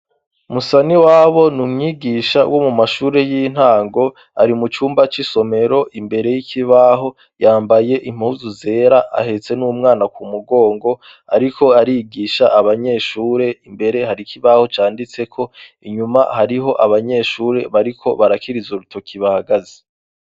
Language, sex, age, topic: Rundi, male, 25-35, education